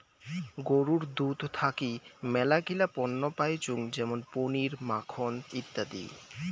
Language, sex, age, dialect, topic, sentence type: Bengali, male, 18-24, Rajbangshi, agriculture, statement